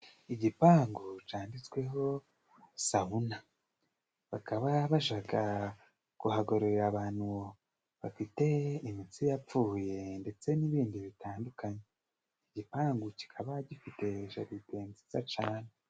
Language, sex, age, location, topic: Kinyarwanda, male, 25-35, Musanze, finance